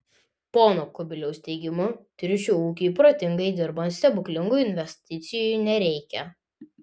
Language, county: Lithuanian, Vilnius